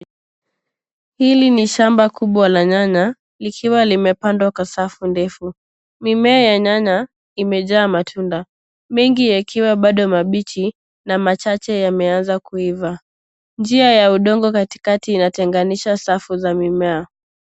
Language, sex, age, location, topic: Swahili, female, 18-24, Nairobi, agriculture